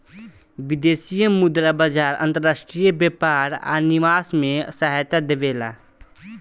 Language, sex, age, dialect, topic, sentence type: Bhojpuri, male, 18-24, Southern / Standard, banking, statement